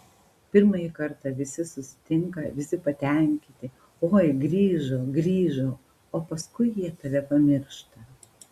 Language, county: Lithuanian, Panevėžys